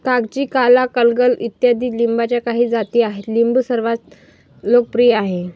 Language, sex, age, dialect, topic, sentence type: Marathi, female, 25-30, Varhadi, agriculture, statement